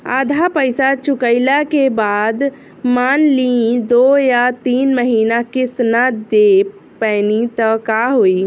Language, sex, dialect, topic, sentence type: Bhojpuri, female, Southern / Standard, banking, question